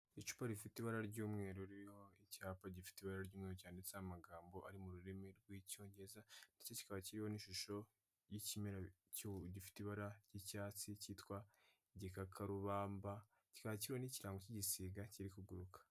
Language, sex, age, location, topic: Kinyarwanda, female, 25-35, Kigali, health